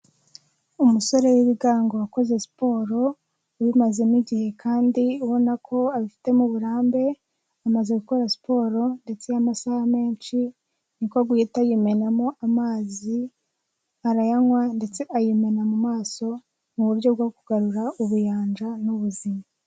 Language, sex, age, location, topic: Kinyarwanda, female, 18-24, Kigali, health